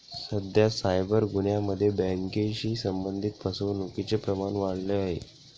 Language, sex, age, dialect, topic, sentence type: Marathi, male, 18-24, Northern Konkan, banking, statement